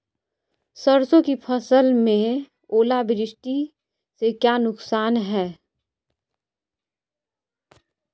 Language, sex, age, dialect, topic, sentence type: Hindi, female, 25-30, Marwari Dhudhari, agriculture, question